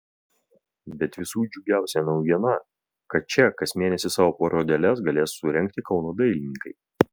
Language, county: Lithuanian, Vilnius